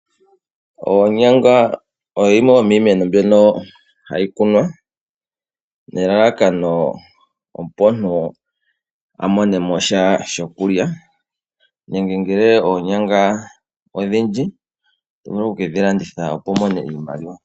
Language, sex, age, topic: Oshiwambo, male, 25-35, agriculture